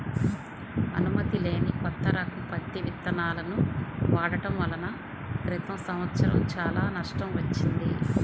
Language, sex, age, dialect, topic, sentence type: Telugu, male, 18-24, Central/Coastal, agriculture, statement